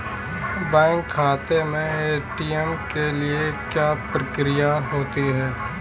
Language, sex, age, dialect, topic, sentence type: Hindi, male, 25-30, Marwari Dhudhari, banking, question